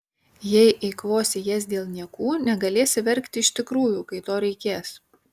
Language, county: Lithuanian, Kaunas